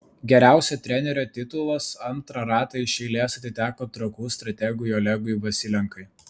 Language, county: Lithuanian, Vilnius